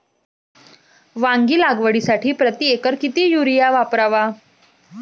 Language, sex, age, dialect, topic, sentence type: Marathi, female, 25-30, Standard Marathi, agriculture, question